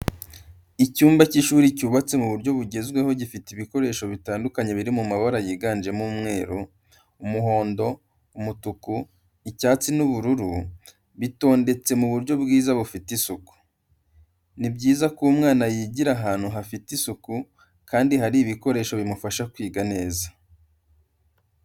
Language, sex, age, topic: Kinyarwanda, male, 25-35, education